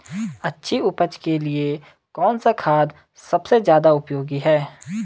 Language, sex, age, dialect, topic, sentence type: Hindi, male, 18-24, Garhwali, agriculture, question